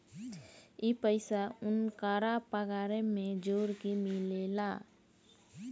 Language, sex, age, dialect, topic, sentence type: Bhojpuri, female, 25-30, Northern, banking, statement